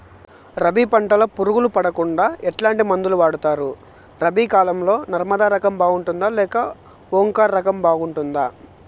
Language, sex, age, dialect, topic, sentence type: Telugu, male, 25-30, Southern, agriculture, question